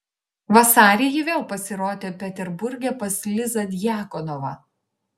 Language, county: Lithuanian, Šiauliai